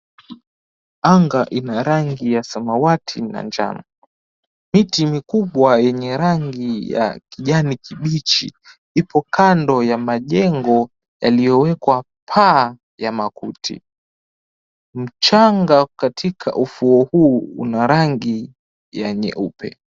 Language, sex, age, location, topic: Swahili, male, 18-24, Mombasa, government